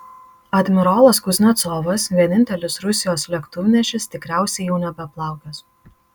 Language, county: Lithuanian, Marijampolė